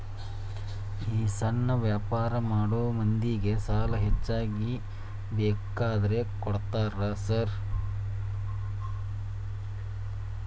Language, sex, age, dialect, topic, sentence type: Kannada, male, 36-40, Dharwad Kannada, banking, question